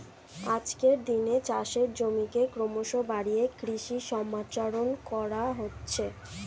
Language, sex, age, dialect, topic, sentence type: Bengali, female, 25-30, Standard Colloquial, agriculture, statement